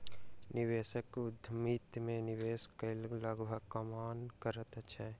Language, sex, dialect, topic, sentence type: Maithili, male, Southern/Standard, banking, statement